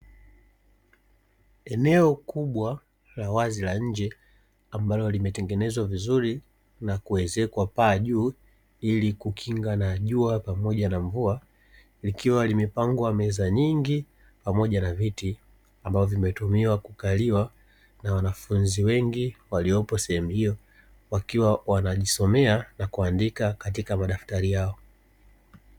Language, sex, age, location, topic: Swahili, male, 36-49, Dar es Salaam, education